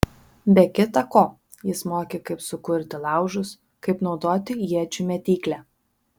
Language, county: Lithuanian, Vilnius